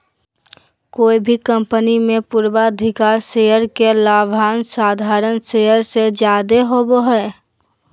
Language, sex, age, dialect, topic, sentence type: Magahi, female, 18-24, Southern, banking, statement